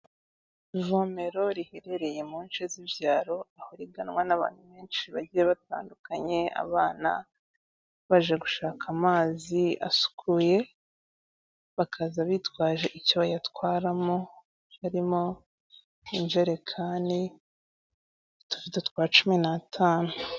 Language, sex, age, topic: Kinyarwanda, female, 18-24, health